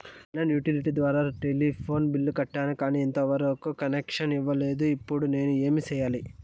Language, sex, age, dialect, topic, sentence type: Telugu, male, 18-24, Southern, banking, question